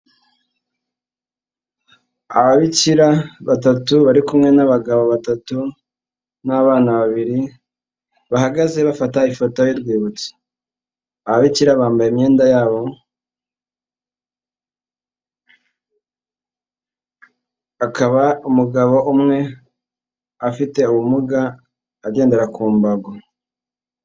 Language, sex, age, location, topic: Kinyarwanda, female, 18-24, Nyagatare, health